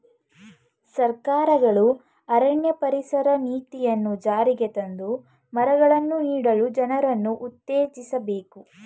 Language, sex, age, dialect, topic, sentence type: Kannada, female, 18-24, Mysore Kannada, agriculture, statement